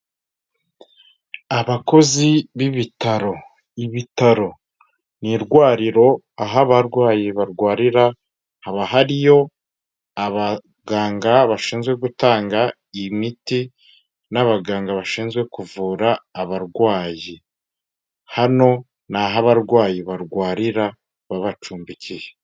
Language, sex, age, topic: Kinyarwanda, male, 25-35, health